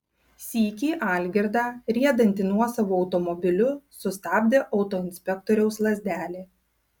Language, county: Lithuanian, Klaipėda